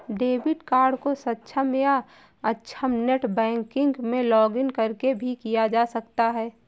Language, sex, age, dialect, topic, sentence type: Hindi, female, 18-24, Awadhi Bundeli, banking, statement